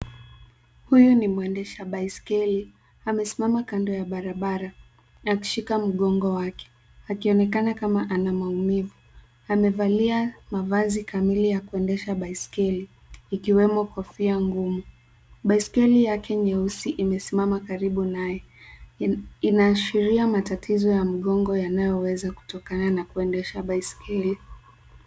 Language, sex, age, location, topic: Swahili, female, 36-49, Nairobi, health